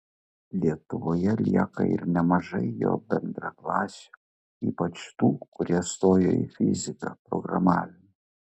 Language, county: Lithuanian, Klaipėda